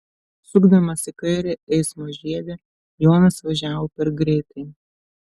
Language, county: Lithuanian, Telšiai